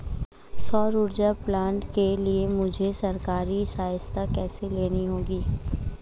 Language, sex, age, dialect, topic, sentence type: Hindi, female, 18-24, Marwari Dhudhari, agriculture, question